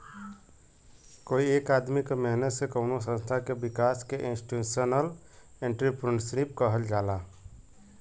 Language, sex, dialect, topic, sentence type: Bhojpuri, male, Western, banking, statement